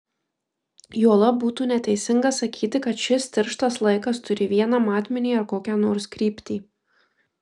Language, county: Lithuanian, Marijampolė